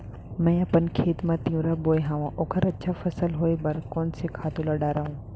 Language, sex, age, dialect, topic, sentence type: Chhattisgarhi, female, 25-30, Central, agriculture, question